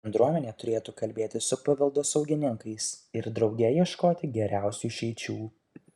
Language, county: Lithuanian, Kaunas